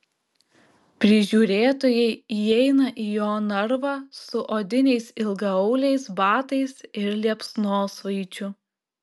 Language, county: Lithuanian, Klaipėda